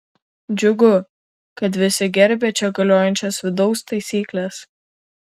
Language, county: Lithuanian, Kaunas